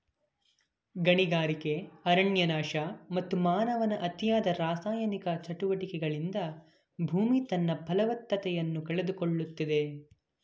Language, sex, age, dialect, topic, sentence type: Kannada, male, 18-24, Mysore Kannada, agriculture, statement